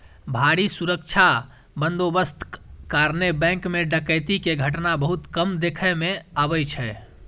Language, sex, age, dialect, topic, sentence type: Maithili, female, 31-35, Eastern / Thethi, banking, statement